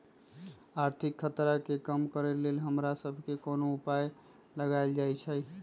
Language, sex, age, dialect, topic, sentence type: Magahi, male, 25-30, Western, banking, statement